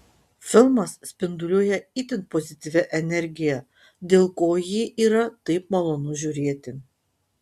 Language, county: Lithuanian, Utena